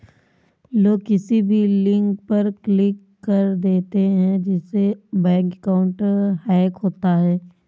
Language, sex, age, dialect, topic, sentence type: Hindi, female, 18-24, Awadhi Bundeli, banking, statement